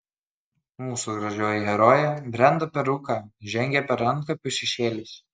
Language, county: Lithuanian, Kaunas